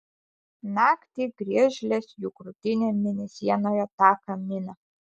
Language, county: Lithuanian, Alytus